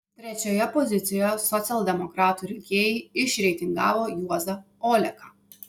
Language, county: Lithuanian, Vilnius